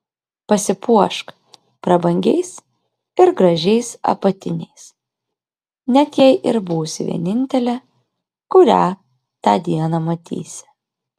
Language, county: Lithuanian, Klaipėda